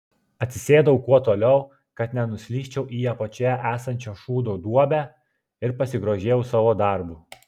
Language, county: Lithuanian, Klaipėda